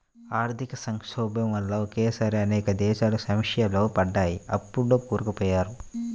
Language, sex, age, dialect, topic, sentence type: Telugu, male, 31-35, Central/Coastal, banking, statement